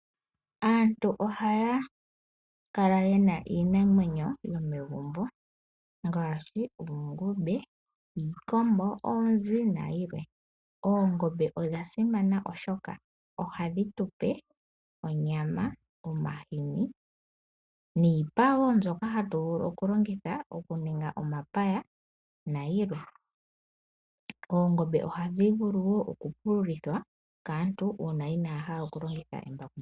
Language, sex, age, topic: Oshiwambo, female, 18-24, agriculture